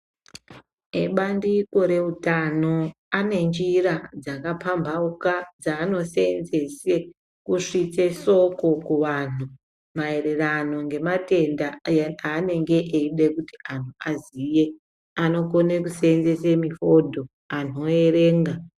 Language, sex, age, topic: Ndau, female, 25-35, health